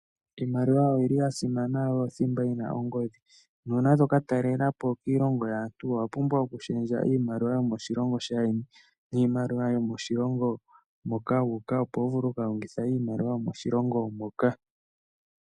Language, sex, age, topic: Oshiwambo, male, 18-24, finance